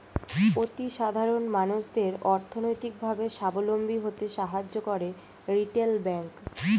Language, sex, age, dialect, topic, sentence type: Bengali, female, 18-24, Standard Colloquial, banking, statement